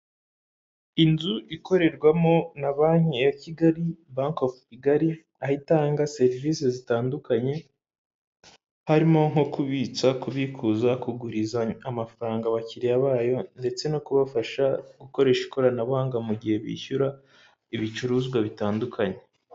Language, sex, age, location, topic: Kinyarwanda, male, 18-24, Huye, government